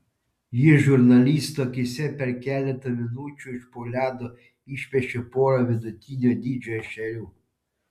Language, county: Lithuanian, Panevėžys